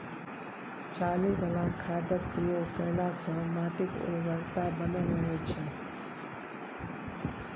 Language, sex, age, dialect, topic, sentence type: Maithili, female, 51-55, Bajjika, agriculture, statement